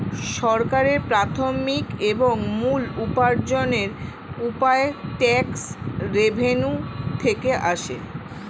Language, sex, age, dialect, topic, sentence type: Bengali, female, 36-40, Standard Colloquial, banking, statement